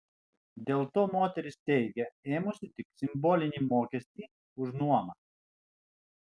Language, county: Lithuanian, Alytus